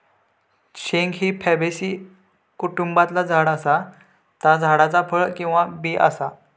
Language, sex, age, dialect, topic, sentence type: Marathi, male, 31-35, Southern Konkan, agriculture, statement